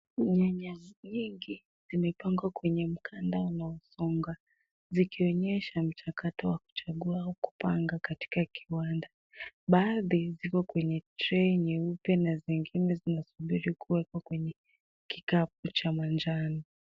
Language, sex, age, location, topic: Swahili, female, 18-24, Nairobi, agriculture